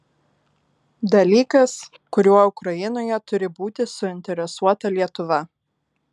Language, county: Lithuanian, Alytus